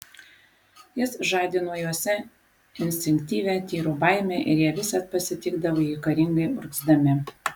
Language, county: Lithuanian, Vilnius